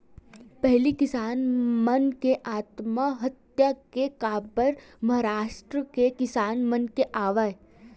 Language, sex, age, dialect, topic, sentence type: Chhattisgarhi, female, 18-24, Western/Budati/Khatahi, agriculture, statement